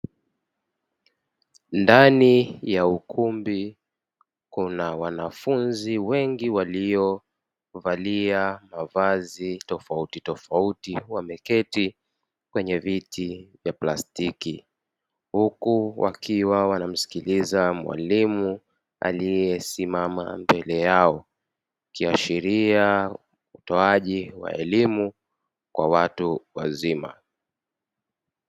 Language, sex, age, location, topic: Swahili, male, 18-24, Dar es Salaam, education